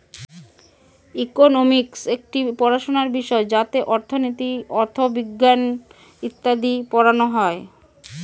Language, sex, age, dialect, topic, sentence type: Bengali, female, 31-35, Northern/Varendri, banking, statement